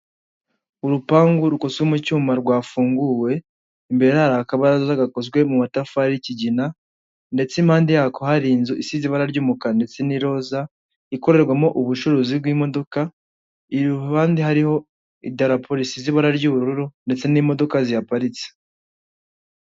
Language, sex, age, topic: Kinyarwanda, male, 18-24, finance